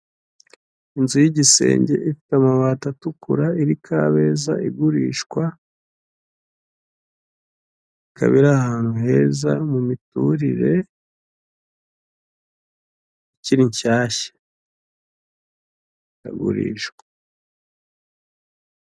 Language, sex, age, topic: Kinyarwanda, male, 25-35, finance